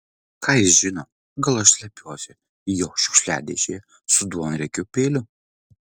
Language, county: Lithuanian, Vilnius